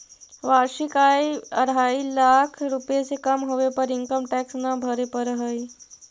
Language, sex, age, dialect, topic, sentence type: Magahi, female, 60-100, Central/Standard, banking, statement